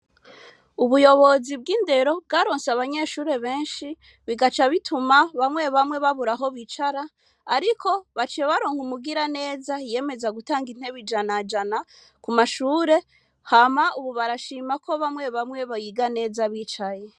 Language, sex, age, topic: Rundi, female, 25-35, education